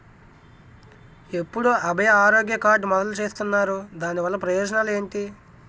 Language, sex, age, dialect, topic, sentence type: Telugu, male, 18-24, Utterandhra, banking, question